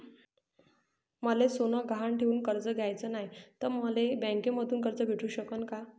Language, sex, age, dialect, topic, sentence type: Marathi, female, 25-30, Varhadi, banking, question